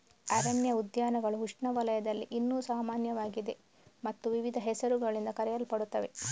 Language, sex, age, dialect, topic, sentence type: Kannada, female, 31-35, Coastal/Dakshin, agriculture, statement